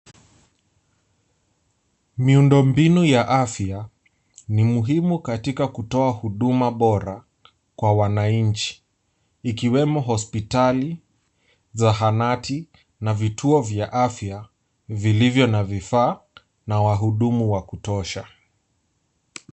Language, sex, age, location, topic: Swahili, male, 18-24, Nairobi, health